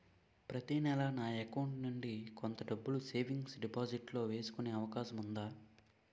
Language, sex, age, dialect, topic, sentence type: Telugu, male, 18-24, Utterandhra, banking, question